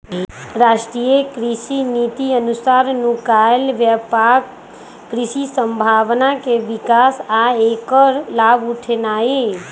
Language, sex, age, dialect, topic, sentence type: Magahi, female, 25-30, Western, agriculture, statement